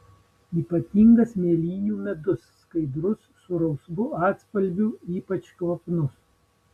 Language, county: Lithuanian, Vilnius